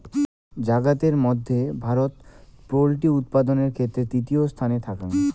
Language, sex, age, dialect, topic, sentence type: Bengali, male, 18-24, Rajbangshi, agriculture, statement